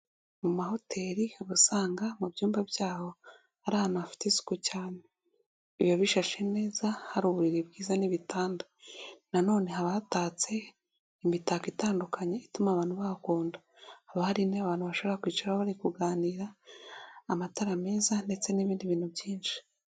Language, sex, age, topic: Kinyarwanda, female, 18-24, finance